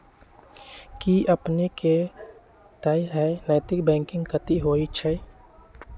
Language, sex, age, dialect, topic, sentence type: Magahi, male, 18-24, Western, banking, statement